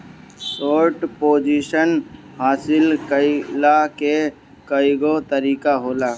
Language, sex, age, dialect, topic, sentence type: Bhojpuri, male, 18-24, Northern, banking, statement